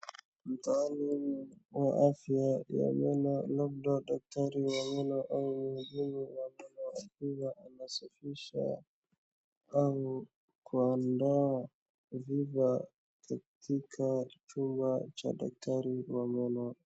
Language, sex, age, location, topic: Swahili, male, 18-24, Wajir, health